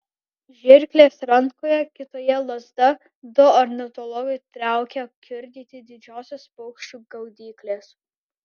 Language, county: Lithuanian, Kaunas